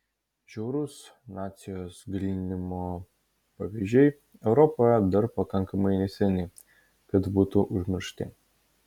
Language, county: Lithuanian, Vilnius